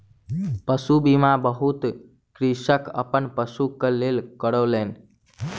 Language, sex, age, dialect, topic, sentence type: Maithili, male, 18-24, Southern/Standard, banking, statement